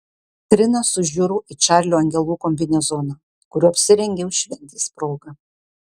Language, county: Lithuanian, Marijampolė